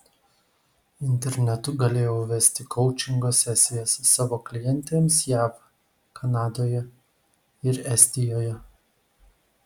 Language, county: Lithuanian, Vilnius